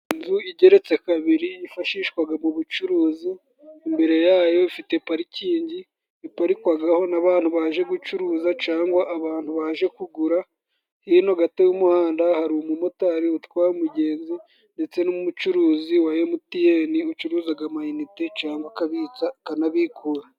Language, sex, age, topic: Kinyarwanda, male, 18-24, finance